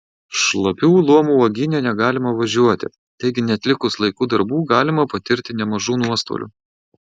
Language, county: Lithuanian, Marijampolė